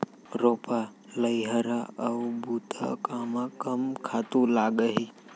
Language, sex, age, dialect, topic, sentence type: Chhattisgarhi, male, 18-24, Central, agriculture, question